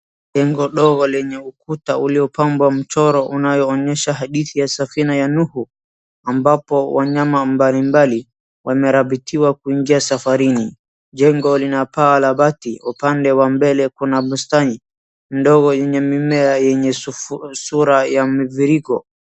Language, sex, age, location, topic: Swahili, male, 18-24, Wajir, education